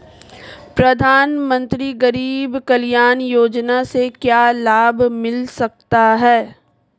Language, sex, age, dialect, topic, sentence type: Hindi, female, 25-30, Marwari Dhudhari, banking, question